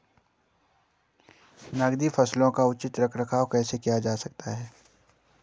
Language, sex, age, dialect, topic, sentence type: Hindi, male, 31-35, Garhwali, agriculture, question